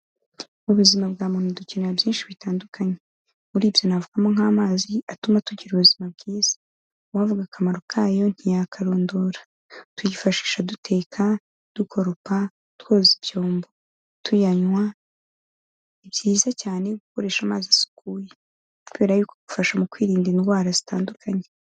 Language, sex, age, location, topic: Kinyarwanda, female, 18-24, Kigali, health